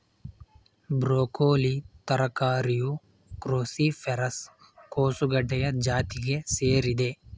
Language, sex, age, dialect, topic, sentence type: Kannada, male, 18-24, Mysore Kannada, agriculture, statement